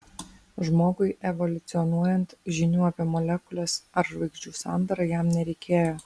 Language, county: Lithuanian, Vilnius